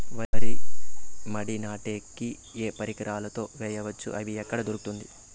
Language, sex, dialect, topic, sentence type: Telugu, male, Southern, agriculture, question